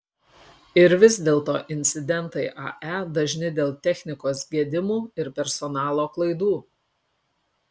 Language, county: Lithuanian, Kaunas